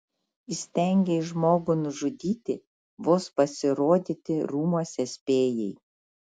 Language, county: Lithuanian, Šiauliai